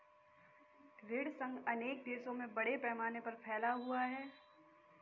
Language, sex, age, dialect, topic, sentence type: Hindi, female, 18-24, Kanauji Braj Bhasha, banking, statement